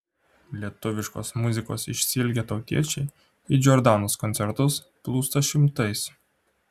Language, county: Lithuanian, Klaipėda